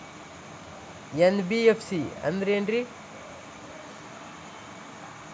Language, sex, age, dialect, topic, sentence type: Kannada, male, 18-24, Dharwad Kannada, banking, question